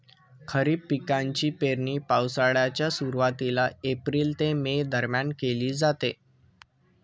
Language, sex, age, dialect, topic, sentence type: Marathi, male, 25-30, Standard Marathi, agriculture, statement